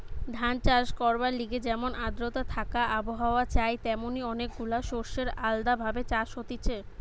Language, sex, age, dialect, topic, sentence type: Bengali, female, 25-30, Western, agriculture, statement